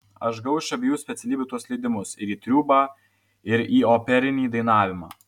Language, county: Lithuanian, Alytus